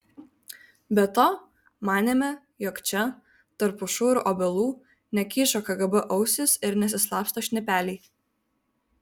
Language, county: Lithuanian, Vilnius